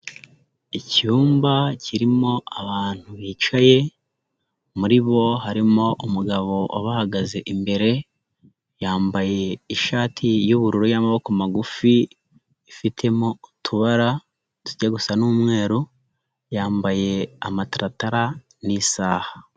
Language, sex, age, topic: Kinyarwanda, female, 25-35, government